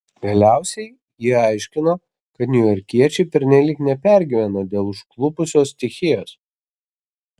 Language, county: Lithuanian, Kaunas